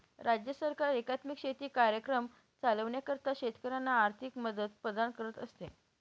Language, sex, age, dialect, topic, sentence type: Marathi, female, 18-24, Northern Konkan, agriculture, statement